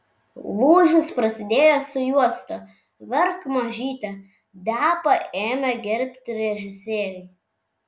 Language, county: Lithuanian, Vilnius